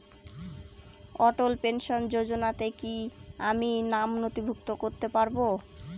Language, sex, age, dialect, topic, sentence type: Bengali, female, 18-24, Northern/Varendri, banking, question